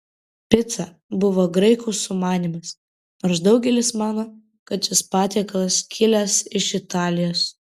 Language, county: Lithuanian, Vilnius